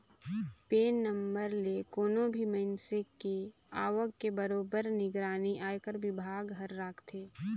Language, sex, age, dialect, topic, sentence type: Chhattisgarhi, female, 25-30, Northern/Bhandar, banking, statement